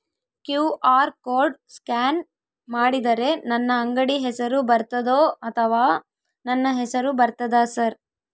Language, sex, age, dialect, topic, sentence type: Kannada, female, 18-24, Central, banking, question